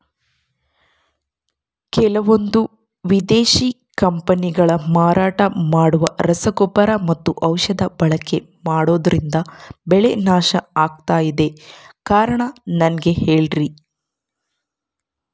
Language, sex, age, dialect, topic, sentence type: Kannada, female, 25-30, Central, agriculture, question